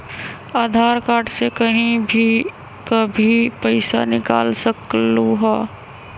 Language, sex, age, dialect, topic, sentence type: Magahi, female, 31-35, Western, banking, question